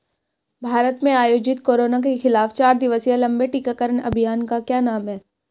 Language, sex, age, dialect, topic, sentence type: Hindi, female, 18-24, Hindustani Malvi Khadi Boli, banking, question